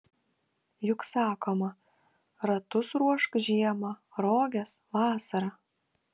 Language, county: Lithuanian, Kaunas